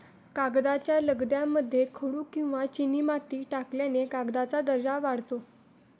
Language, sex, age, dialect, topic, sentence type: Marathi, female, 18-24, Standard Marathi, agriculture, statement